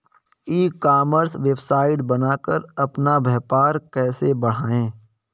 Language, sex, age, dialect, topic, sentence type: Hindi, male, 18-24, Kanauji Braj Bhasha, agriculture, question